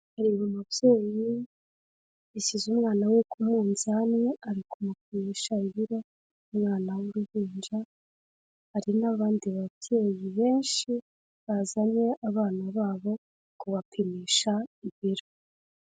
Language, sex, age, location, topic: Kinyarwanda, female, 25-35, Kigali, health